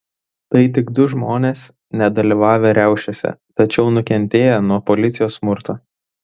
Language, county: Lithuanian, Vilnius